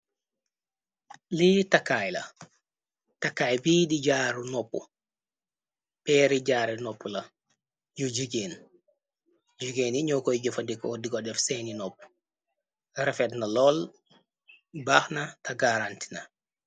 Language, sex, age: Wolof, male, 25-35